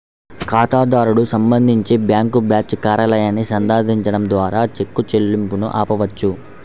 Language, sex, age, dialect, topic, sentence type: Telugu, male, 51-55, Central/Coastal, banking, statement